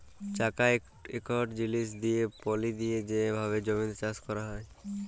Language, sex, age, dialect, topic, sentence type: Bengali, male, 18-24, Jharkhandi, agriculture, statement